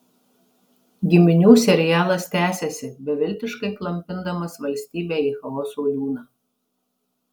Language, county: Lithuanian, Marijampolė